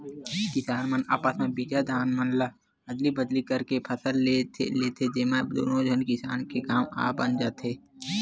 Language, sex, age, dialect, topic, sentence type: Chhattisgarhi, male, 18-24, Western/Budati/Khatahi, banking, statement